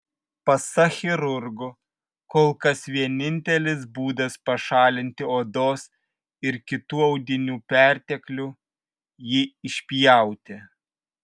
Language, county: Lithuanian, Vilnius